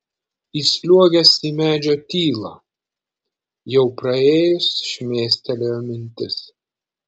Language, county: Lithuanian, Šiauliai